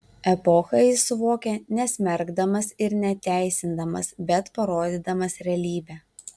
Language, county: Lithuanian, Vilnius